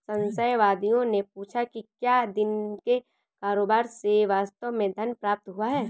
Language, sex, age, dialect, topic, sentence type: Hindi, male, 25-30, Awadhi Bundeli, banking, statement